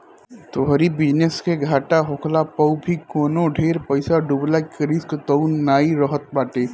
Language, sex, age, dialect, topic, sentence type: Bhojpuri, male, 18-24, Northern, banking, statement